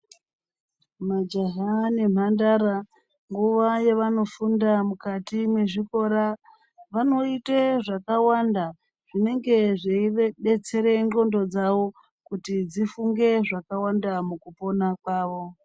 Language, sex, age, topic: Ndau, male, 36-49, education